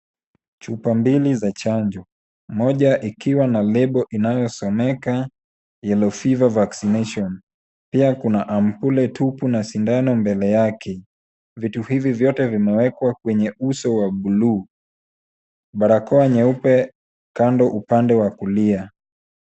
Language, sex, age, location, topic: Swahili, male, 18-24, Kisumu, health